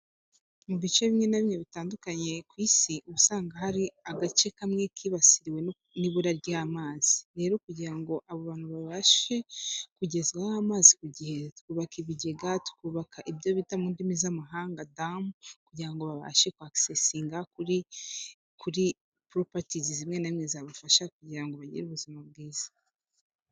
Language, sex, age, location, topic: Kinyarwanda, female, 18-24, Kigali, health